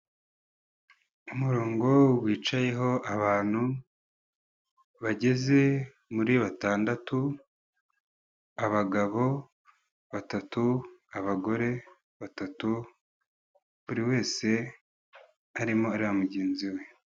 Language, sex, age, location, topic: Kinyarwanda, male, 18-24, Kigali, government